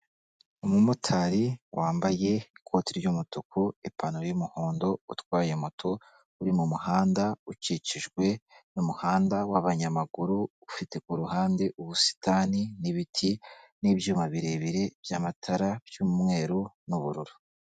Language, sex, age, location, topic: Kinyarwanda, male, 18-24, Kigali, government